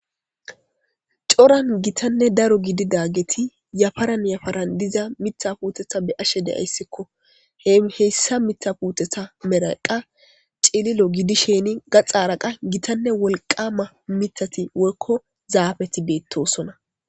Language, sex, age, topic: Gamo, female, 18-24, agriculture